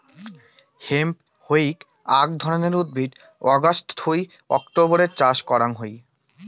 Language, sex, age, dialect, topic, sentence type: Bengali, male, 18-24, Rajbangshi, agriculture, statement